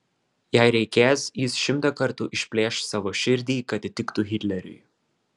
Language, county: Lithuanian, Vilnius